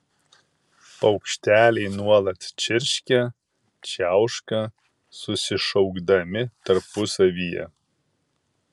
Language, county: Lithuanian, Kaunas